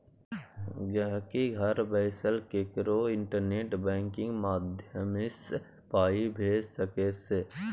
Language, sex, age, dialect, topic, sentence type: Maithili, male, 18-24, Bajjika, banking, statement